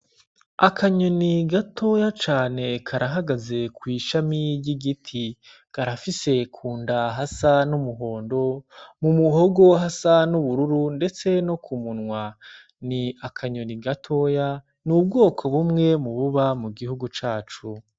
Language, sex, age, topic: Rundi, male, 25-35, agriculture